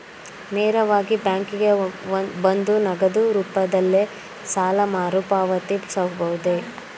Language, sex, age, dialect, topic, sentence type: Kannada, female, 18-24, Mysore Kannada, banking, question